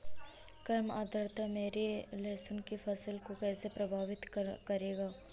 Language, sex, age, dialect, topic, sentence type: Hindi, female, 31-35, Awadhi Bundeli, agriculture, question